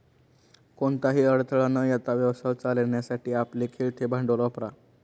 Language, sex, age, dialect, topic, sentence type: Marathi, male, 36-40, Standard Marathi, banking, statement